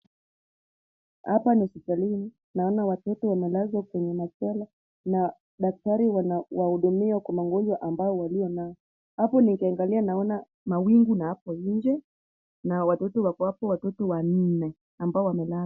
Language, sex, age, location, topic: Swahili, female, 25-35, Kisumu, health